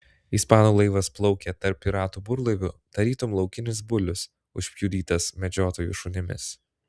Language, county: Lithuanian, Klaipėda